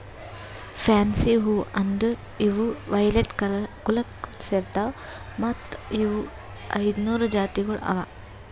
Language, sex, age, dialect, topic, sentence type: Kannada, female, 18-24, Northeastern, agriculture, statement